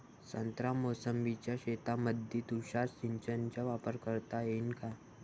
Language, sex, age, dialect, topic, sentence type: Marathi, male, 18-24, Varhadi, agriculture, question